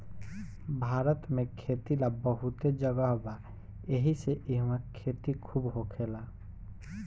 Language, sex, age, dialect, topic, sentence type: Bhojpuri, male, 18-24, Southern / Standard, agriculture, statement